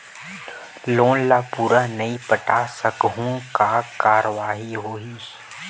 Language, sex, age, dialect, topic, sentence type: Chhattisgarhi, male, 18-24, Western/Budati/Khatahi, banking, question